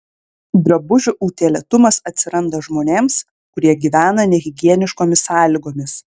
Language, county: Lithuanian, Klaipėda